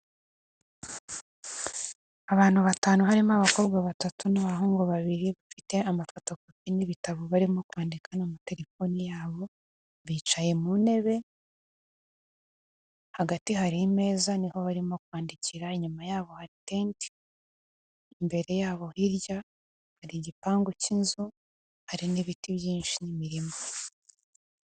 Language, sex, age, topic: Kinyarwanda, female, 18-24, education